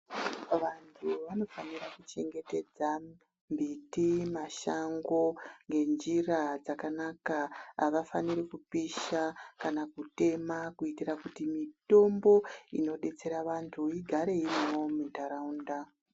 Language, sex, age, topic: Ndau, male, 25-35, health